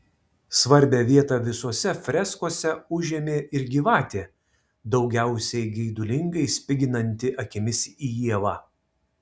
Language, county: Lithuanian, Kaunas